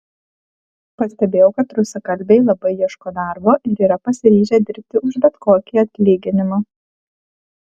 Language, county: Lithuanian, Alytus